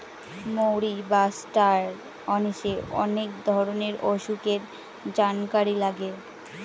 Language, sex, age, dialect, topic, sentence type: Bengali, female, 18-24, Northern/Varendri, agriculture, statement